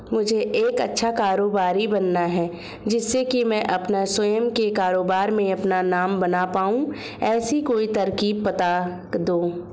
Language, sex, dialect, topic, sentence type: Hindi, female, Marwari Dhudhari, agriculture, question